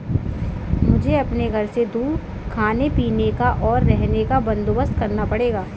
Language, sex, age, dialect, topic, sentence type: Hindi, female, 18-24, Kanauji Braj Bhasha, banking, statement